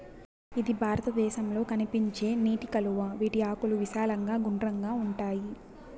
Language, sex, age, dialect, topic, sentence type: Telugu, female, 18-24, Southern, agriculture, statement